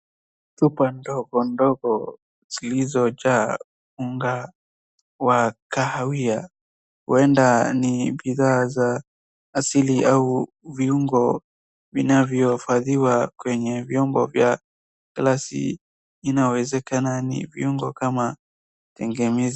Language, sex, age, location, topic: Swahili, female, 18-24, Wajir, health